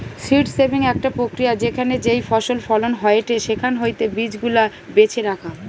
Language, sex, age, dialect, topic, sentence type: Bengali, female, 31-35, Western, agriculture, statement